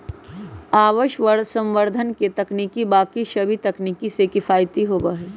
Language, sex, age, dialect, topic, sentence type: Magahi, female, 18-24, Western, agriculture, statement